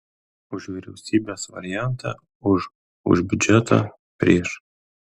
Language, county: Lithuanian, Kaunas